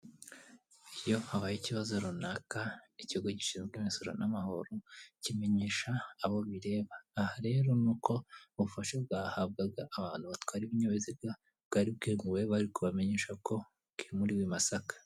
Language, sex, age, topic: Kinyarwanda, male, 18-24, government